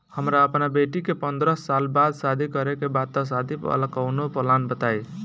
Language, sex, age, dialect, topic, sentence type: Bhojpuri, male, 18-24, Northern, banking, question